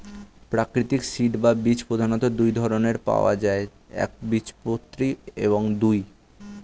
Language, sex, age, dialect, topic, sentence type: Bengali, male, 18-24, Standard Colloquial, agriculture, statement